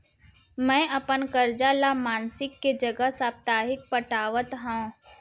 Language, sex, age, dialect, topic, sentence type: Chhattisgarhi, female, 51-55, Central, banking, statement